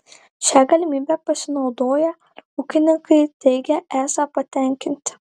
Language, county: Lithuanian, Marijampolė